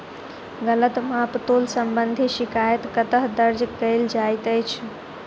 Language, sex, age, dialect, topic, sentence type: Maithili, female, 18-24, Southern/Standard, agriculture, question